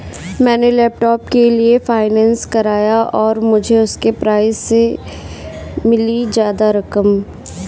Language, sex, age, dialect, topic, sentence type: Hindi, female, 25-30, Kanauji Braj Bhasha, banking, statement